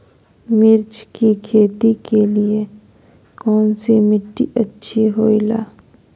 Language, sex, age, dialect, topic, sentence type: Magahi, female, 25-30, Southern, agriculture, question